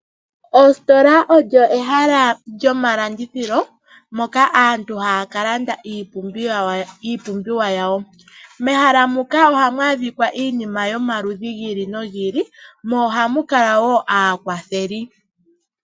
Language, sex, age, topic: Oshiwambo, female, 18-24, finance